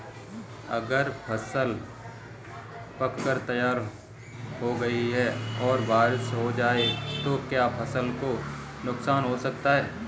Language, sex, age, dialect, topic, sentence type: Hindi, male, 25-30, Kanauji Braj Bhasha, agriculture, question